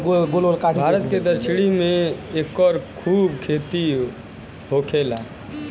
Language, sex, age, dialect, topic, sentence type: Bhojpuri, male, <18, Northern, agriculture, statement